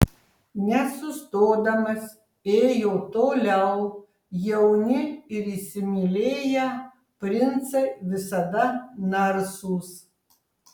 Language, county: Lithuanian, Tauragė